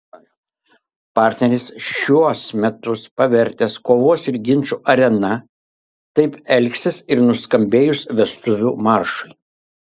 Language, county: Lithuanian, Kaunas